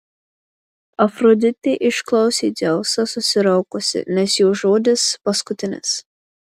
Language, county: Lithuanian, Marijampolė